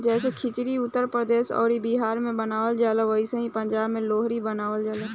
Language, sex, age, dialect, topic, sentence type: Bhojpuri, female, 18-24, Southern / Standard, agriculture, statement